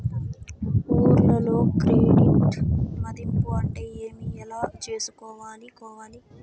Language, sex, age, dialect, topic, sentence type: Telugu, female, 18-24, Southern, banking, question